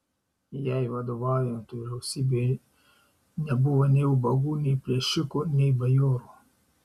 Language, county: Lithuanian, Šiauliai